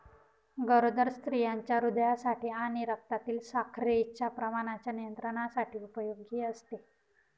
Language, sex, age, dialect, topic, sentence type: Marathi, female, 18-24, Northern Konkan, agriculture, statement